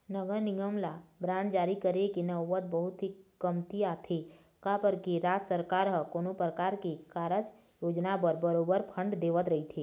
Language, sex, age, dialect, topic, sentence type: Chhattisgarhi, female, 25-30, Eastern, banking, statement